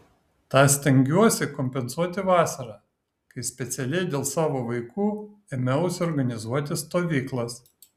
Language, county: Lithuanian, Kaunas